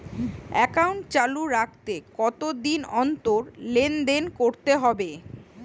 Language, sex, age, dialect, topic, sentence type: Bengali, female, 25-30, Western, banking, question